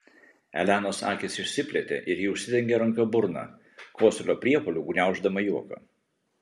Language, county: Lithuanian, Vilnius